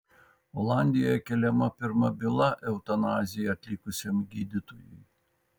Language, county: Lithuanian, Vilnius